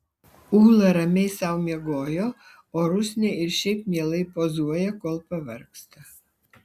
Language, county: Lithuanian, Alytus